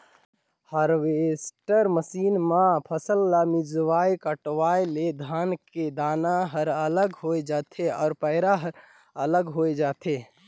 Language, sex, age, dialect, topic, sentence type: Chhattisgarhi, male, 51-55, Northern/Bhandar, agriculture, statement